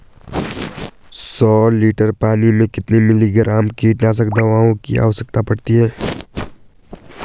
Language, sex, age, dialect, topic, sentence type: Hindi, male, 18-24, Garhwali, agriculture, question